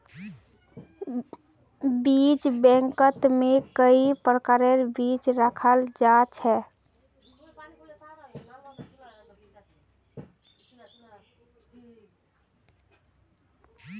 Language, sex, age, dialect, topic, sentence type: Magahi, female, 18-24, Northeastern/Surjapuri, agriculture, statement